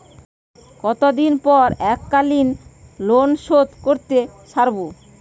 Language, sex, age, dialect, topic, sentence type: Bengali, female, 18-24, Western, banking, question